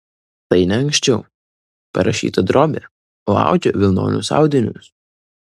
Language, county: Lithuanian, Vilnius